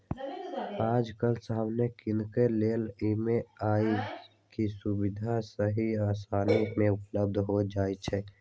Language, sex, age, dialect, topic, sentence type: Magahi, male, 18-24, Western, banking, statement